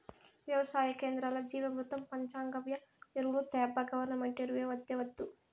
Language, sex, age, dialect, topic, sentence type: Telugu, female, 18-24, Southern, agriculture, statement